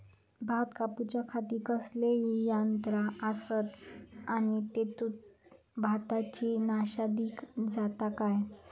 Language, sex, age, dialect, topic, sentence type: Marathi, female, 25-30, Southern Konkan, agriculture, question